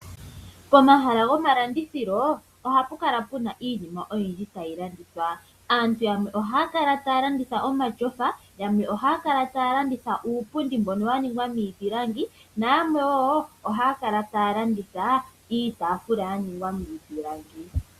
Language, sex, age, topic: Oshiwambo, female, 18-24, finance